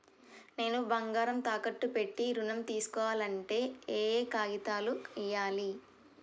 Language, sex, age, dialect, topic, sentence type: Telugu, male, 18-24, Telangana, banking, question